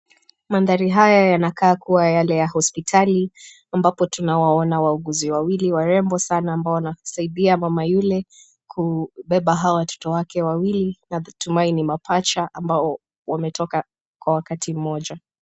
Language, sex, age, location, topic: Swahili, female, 25-35, Kisumu, health